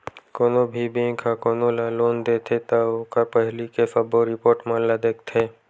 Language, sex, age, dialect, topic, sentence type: Chhattisgarhi, male, 56-60, Western/Budati/Khatahi, banking, statement